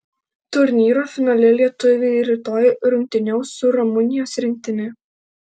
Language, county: Lithuanian, Alytus